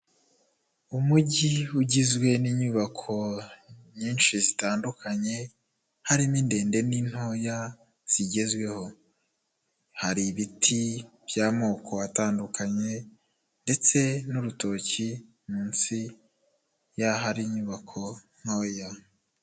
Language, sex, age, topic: Kinyarwanda, male, 18-24, government